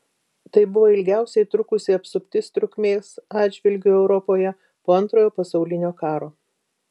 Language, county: Lithuanian, Vilnius